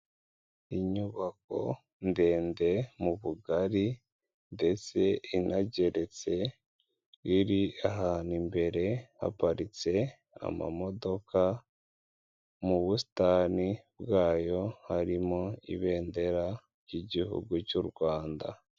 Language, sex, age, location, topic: Kinyarwanda, female, 25-35, Kigali, health